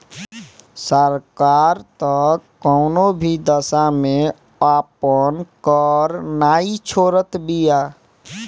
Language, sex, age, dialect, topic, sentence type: Bhojpuri, male, 18-24, Northern, banking, statement